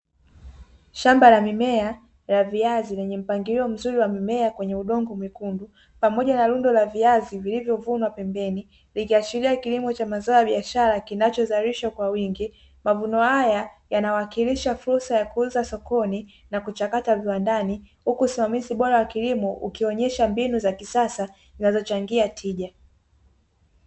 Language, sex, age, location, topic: Swahili, female, 18-24, Dar es Salaam, agriculture